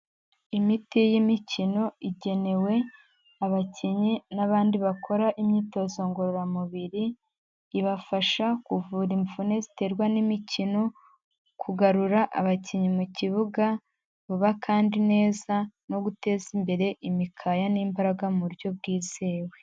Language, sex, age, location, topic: Kinyarwanda, female, 18-24, Huye, health